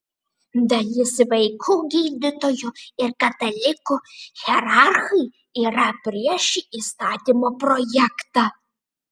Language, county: Lithuanian, Šiauliai